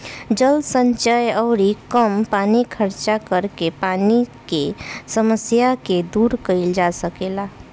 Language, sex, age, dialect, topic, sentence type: Bhojpuri, female, 25-30, Southern / Standard, agriculture, statement